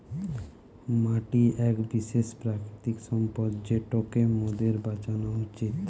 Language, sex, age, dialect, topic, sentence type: Bengali, male, 18-24, Western, agriculture, statement